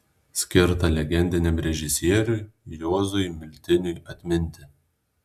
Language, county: Lithuanian, Alytus